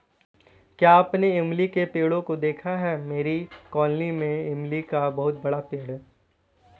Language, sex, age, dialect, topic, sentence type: Hindi, male, 18-24, Kanauji Braj Bhasha, agriculture, statement